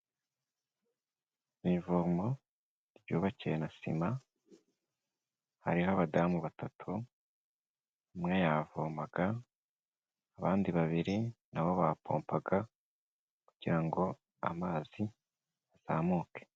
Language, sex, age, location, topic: Kinyarwanda, male, 25-35, Kigali, health